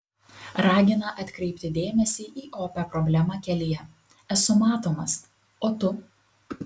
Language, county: Lithuanian, Kaunas